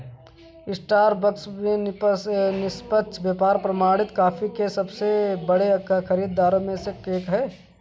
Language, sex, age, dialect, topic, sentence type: Hindi, male, 31-35, Awadhi Bundeli, banking, statement